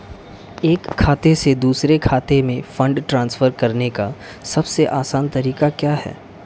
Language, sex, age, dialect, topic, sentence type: Hindi, male, 25-30, Marwari Dhudhari, banking, question